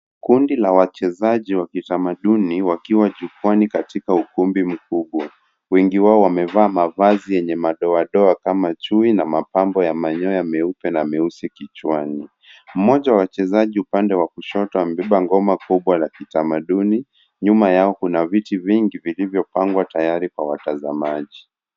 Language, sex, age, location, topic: Swahili, male, 18-24, Nairobi, government